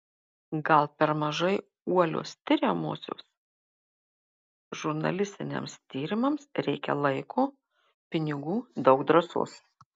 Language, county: Lithuanian, Marijampolė